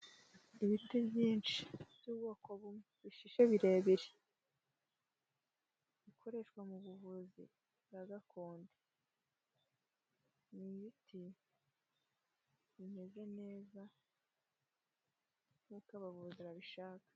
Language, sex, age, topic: Kinyarwanda, female, 18-24, health